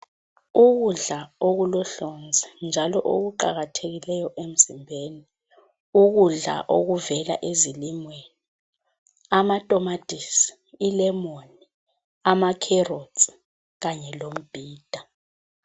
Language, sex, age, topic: North Ndebele, female, 25-35, health